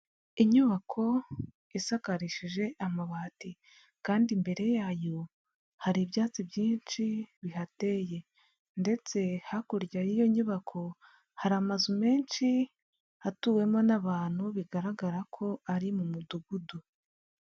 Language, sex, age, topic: Kinyarwanda, male, 25-35, agriculture